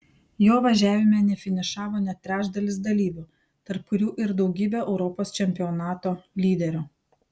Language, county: Lithuanian, Panevėžys